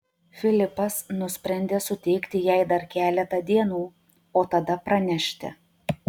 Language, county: Lithuanian, Klaipėda